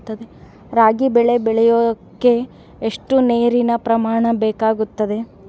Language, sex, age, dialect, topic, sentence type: Kannada, female, 18-24, Central, agriculture, question